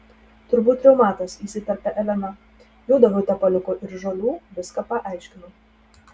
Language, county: Lithuanian, Telšiai